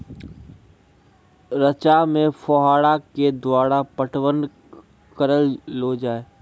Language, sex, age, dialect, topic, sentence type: Maithili, male, 46-50, Angika, agriculture, question